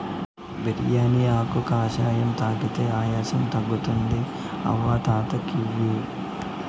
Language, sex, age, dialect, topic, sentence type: Telugu, male, 18-24, Southern, agriculture, statement